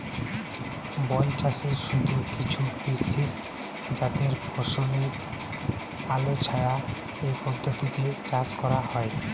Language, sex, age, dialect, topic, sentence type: Bengali, male, 18-24, Western, agriculture, statement